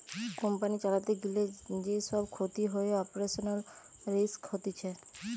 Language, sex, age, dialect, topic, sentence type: Bengali, male, 25-30, Western, banking, statement